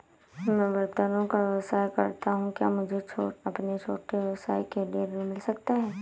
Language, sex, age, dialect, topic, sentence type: Hindi, female, 18-24, Awadhi Bundeli, banking, question